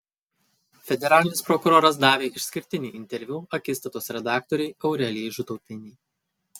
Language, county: Lithuanian, Kaunas